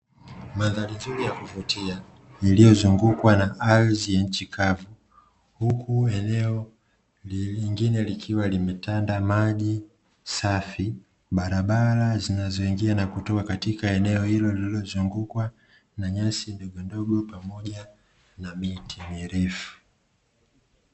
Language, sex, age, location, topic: Swahili, male, 25-35, Dar es Salaam, agriculture